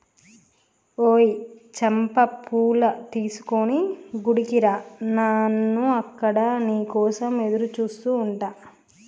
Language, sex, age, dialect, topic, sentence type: Telugu, female, 31-35, Telangana, agriculture, statement